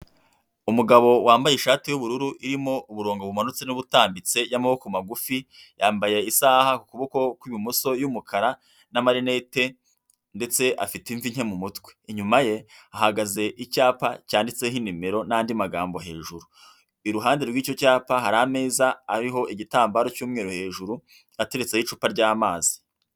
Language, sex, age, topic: Kinyarwanda, female, 50+, government